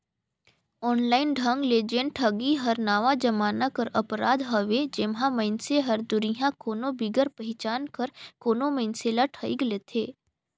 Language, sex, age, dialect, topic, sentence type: Chhattisgarhi, female, 18-24, Northern/Bhandar, banking, statement